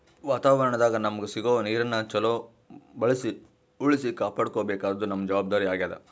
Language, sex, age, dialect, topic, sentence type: Kannada, male, 56-60, Northeastern, agriculture, statement